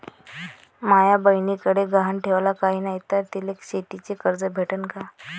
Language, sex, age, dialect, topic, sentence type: Marathi, female, 25-30, Varhadi, agriculture, statement